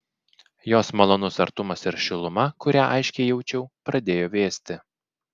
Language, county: Lithuanian, Klaipėda